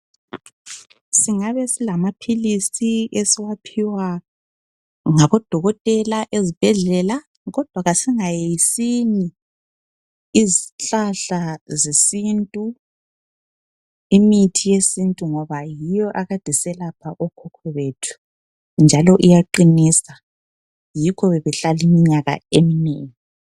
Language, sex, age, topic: North Ndebele, female, 25-35, health